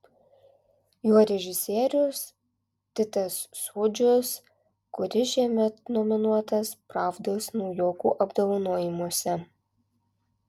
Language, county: Lithuanian, Alytus